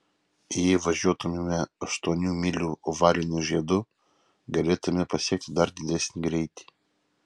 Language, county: Lithuanian, Vilnius